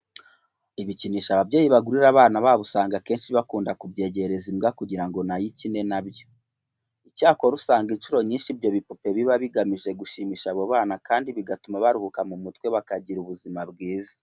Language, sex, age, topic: Kinyarwanda, male, 25-35, education